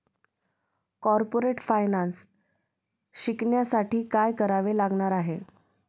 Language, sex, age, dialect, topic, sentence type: Marathi, female, 25-30, Standard Marathi, banking, statement